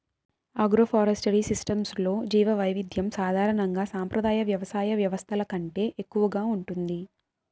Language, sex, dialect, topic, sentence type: Telugu, female, Southern, agriculture, statement